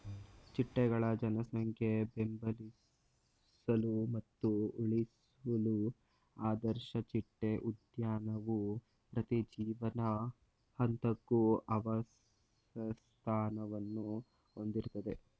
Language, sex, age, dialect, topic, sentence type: Kannada, male, 18-24, Mysore Kannada, agriculture, statement